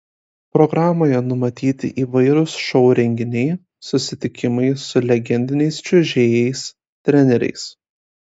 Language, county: Lithuanian, Kaunas